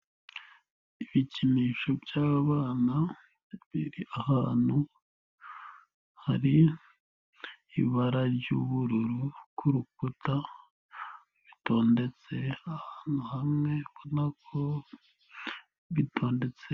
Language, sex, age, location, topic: Kinyarwanda, male, 18-24, Nyagatare, education